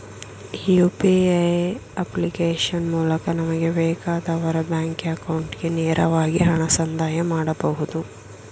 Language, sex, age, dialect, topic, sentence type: Kannada, female, 56-60, Mysore Kannada, banking, statement